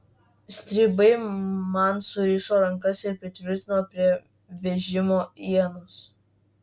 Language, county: Lithuanian, Klaipėda